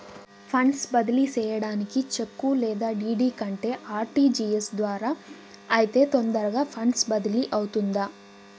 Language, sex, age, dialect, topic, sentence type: Telugu, female, 18-24, Southern, banking, question